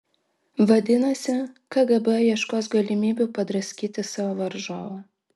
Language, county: Lithuanian, Vilnius